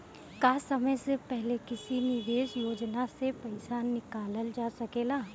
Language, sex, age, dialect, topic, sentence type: Bhojpuri, female, 18-24, Northern, banking, question